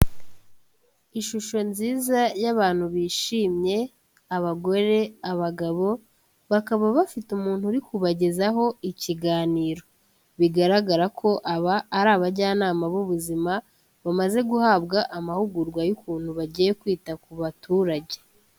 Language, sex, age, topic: Kinyarwanda, female, 18-24, health